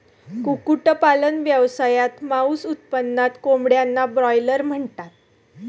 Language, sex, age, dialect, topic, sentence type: Marathi, female, 31-35, Standard Marathi, agriculture, statement